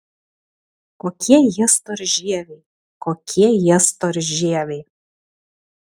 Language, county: Lithuanian, Alytus